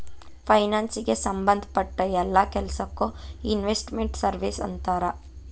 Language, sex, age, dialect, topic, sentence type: Kannada, female, 25-30, Dharwad Kannada, banking, statement